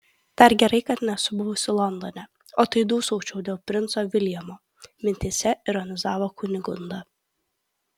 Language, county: Lithuanian, Kaunas